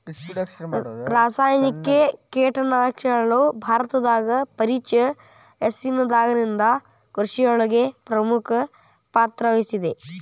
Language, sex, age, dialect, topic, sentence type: Kannada, male, 18-24, Dharwad Kannada, agriculture, statement